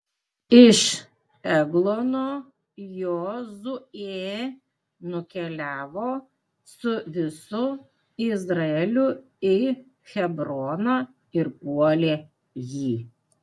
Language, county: Lithuanian, Klaipėda